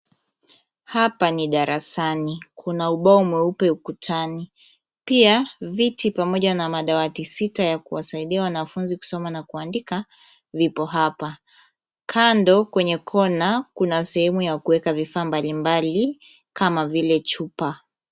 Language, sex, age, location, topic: Swahili, female, 18-24, Kisumu, education